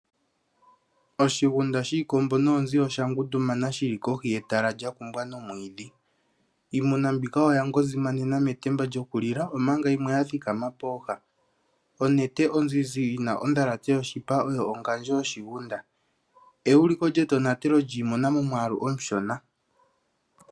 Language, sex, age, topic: Oshiwambo, male, 18-24, agriculture